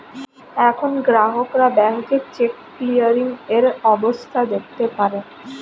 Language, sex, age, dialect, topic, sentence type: Bengali, female, 25-30, Standard Colloquial, banking, statement